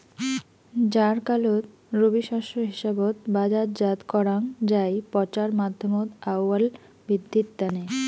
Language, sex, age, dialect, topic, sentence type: Bengali, female, 25-30, Rajbangshi, agriculture, statement